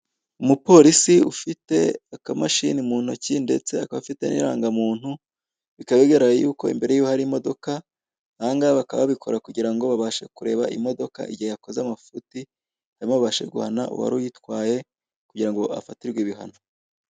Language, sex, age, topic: Kinyarwanda, male, 25-35, government